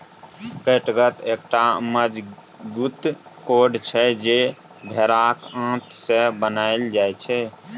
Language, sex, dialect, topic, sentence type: Maithili, male, Bajjika, agriculture, statement